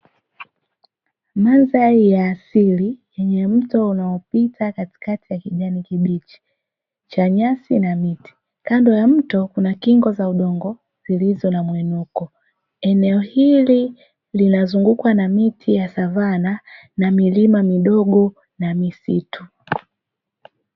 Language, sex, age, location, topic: Swahili, female, 18-24, Dar es Salaam, agriculture